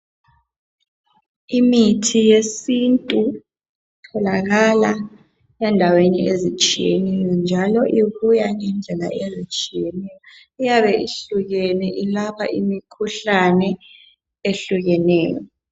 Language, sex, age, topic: North Ndebele, female, 18-24, health